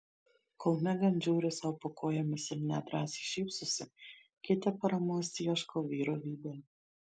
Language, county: Lithuanian, Šiauliai